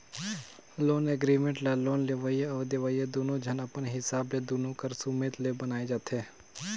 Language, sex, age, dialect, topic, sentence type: Chhattisgarhi, male, 18-24, Northern/Bhandar, banking, statement